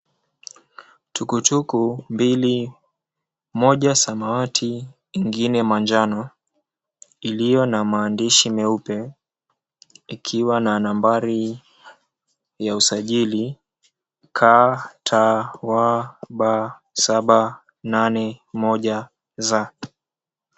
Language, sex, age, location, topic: Swahili, male, 18-24, Mombasa, government